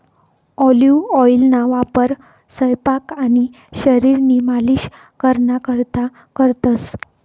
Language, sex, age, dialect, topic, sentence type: Marathi, female, 56-60, Northern Konkan, agriculture, statement